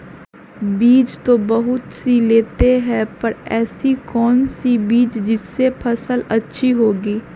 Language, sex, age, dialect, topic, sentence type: Magahi, female, 18-24, Western, agriculture, question